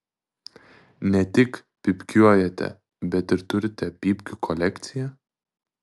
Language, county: Lithuanian, Vilnius